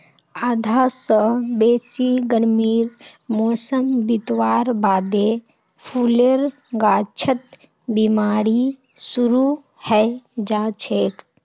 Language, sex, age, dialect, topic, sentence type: Magahi, female, 18-24, Northeastern/Surjapuri, agriculture, statement